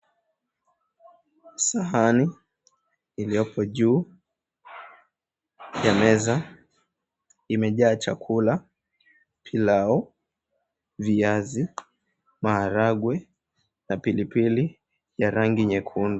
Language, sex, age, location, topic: Swahili, male, 18-24, Mombasa, agriculture